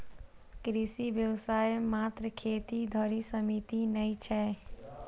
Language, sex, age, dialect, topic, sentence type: Maithili, female, 25-30, Eastern / Thethi, agriculture, statement